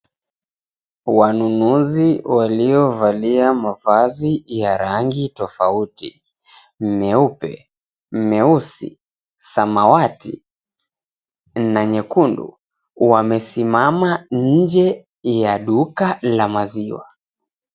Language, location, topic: Swahili, Mombasa, agriculture